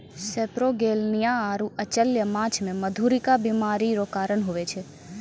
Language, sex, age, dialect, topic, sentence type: Maithili, female, 25-30, Angika, agriculture, statement